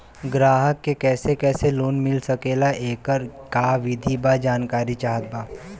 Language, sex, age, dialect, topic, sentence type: Bhojpuri, male, 18-24, Western, banking, question